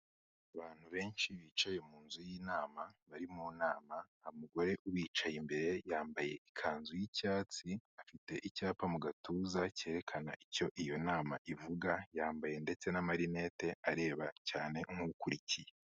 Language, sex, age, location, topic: Kinyarwanda, male, 25-35, Kigali, health